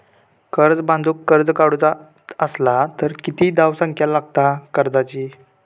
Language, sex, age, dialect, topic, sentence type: Marathi, male, 31-35, Southern Konkan, banking, question